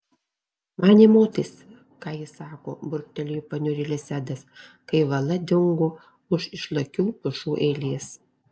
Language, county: Lithuanian, Alytus